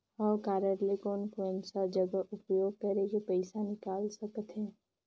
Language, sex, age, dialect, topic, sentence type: Chhattisgarhi, female, 25-30, Northern/Bhandar, banking, question